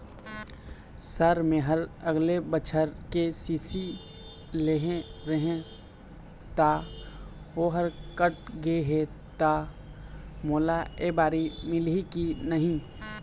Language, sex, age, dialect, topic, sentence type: Chhattisgarhi, male, 25-30, Eastern, banking, question